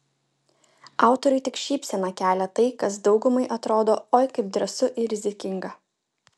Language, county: Lithuanian, Utena